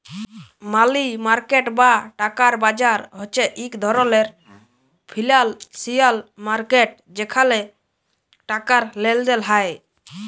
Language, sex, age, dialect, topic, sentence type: Bengali, male, 18-24, Jharkhandi, banking, statement